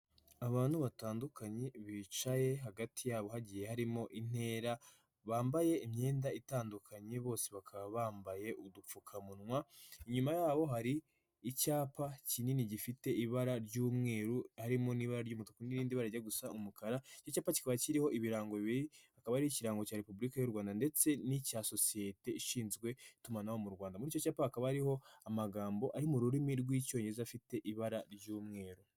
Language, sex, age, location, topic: Kinyarwanda, male, 18-24, Nyagatare, health